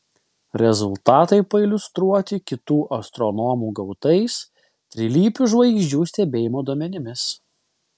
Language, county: Lithuanian, Vilnius